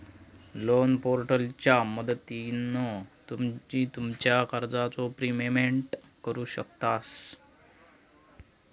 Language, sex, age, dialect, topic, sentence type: Marathi, male, 36-40, Southern Konkan, banking, statement